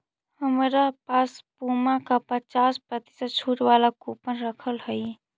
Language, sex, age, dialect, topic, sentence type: Magahi, female, 41-45, Central/Standard, agriculture, statement